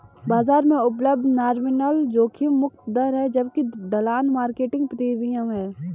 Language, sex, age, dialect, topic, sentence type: Hindi, female, 18-24, Kanauji Braj Bhasha, banking, statement